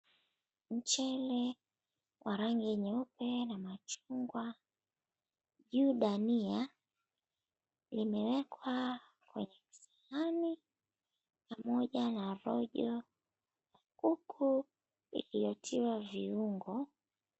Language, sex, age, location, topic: Swahili, female, 25-35, Mombasa, agriculture